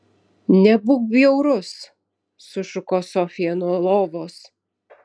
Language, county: Lithuanian, Vilnius